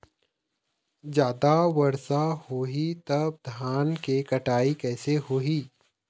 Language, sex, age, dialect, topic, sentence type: Chhattisgarhi, male, 31-35, Eastern, agriculture, question